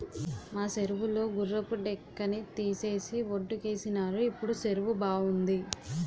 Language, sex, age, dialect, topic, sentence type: Telugu, female, 18-24, Utterandhra, agriculture, statement